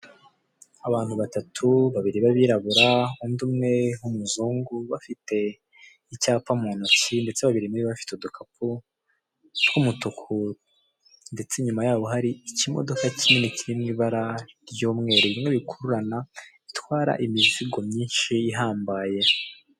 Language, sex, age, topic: Kinyarwanda, male, 18-24, finance